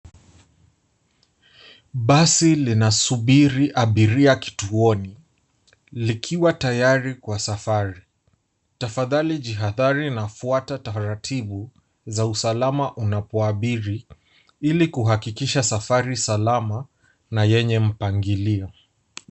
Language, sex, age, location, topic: Swahili, male, 18-24, Nairobi, government